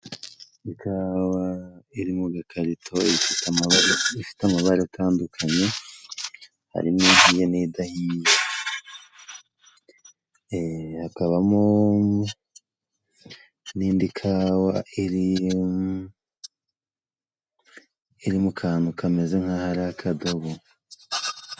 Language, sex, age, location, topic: Kinyarwanda, male, 25-35, Musanze, finance